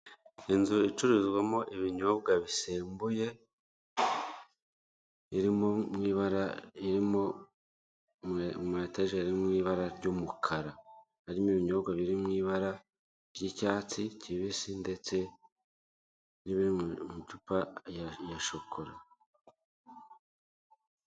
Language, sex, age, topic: Kinyarwanda, male, 25-35, finance